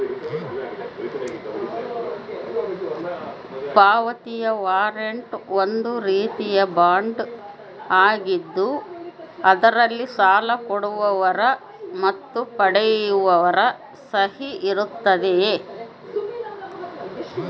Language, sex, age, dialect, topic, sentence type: Kannada, female, 51-55, Central, banking, statement